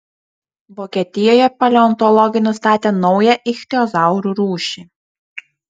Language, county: Lithuanian, Šiauliai